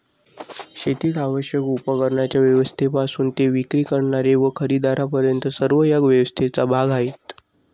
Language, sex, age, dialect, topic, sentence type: Marathi, male, 60-100, Standard Marathi, agriculture, statement